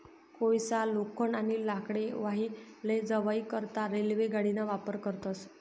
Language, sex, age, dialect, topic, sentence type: Marathi, female, 51-55, Northern Konkan, banking, statement